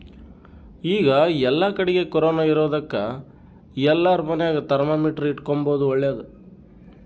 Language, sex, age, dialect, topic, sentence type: Kannada, male, 31-35, Central, agriculture, statement